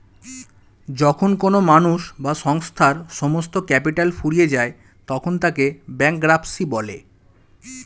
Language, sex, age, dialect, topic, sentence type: Bengali, male, 25-30, Standard Colloquial, banking, statement